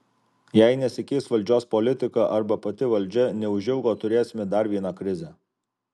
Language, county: Lithuanian, Alytus